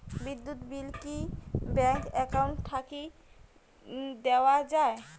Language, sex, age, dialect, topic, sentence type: Bengali, female, 25-30, Rajbangshi, banking, question